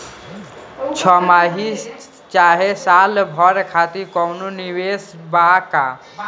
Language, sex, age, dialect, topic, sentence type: Bhojpuri, male, 18-24, Southern / Standard, banking, question